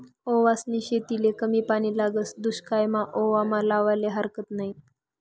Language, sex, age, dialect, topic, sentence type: Marathi, female, 41-45, Northern Konkan, agriculture, statement